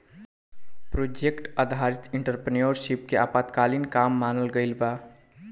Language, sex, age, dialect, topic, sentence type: Bhojpuri, male, 18-24, Southern / Standard, banking, statement